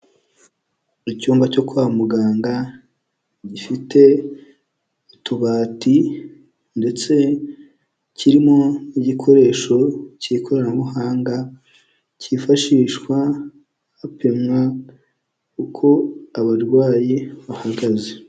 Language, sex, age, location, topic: Kinyarwanda, male, 18-24, Huye, health